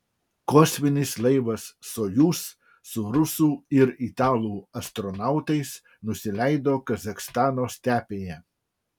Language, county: Lithuanian, Utena